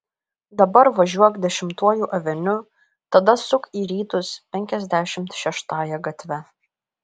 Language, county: Lithuanian, Kaunas